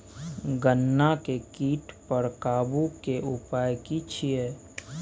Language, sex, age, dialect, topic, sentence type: Maithili, male, 25-30, Bajjika, agriculture, question